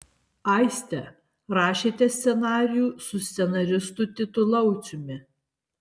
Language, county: Lithuanian, Alytus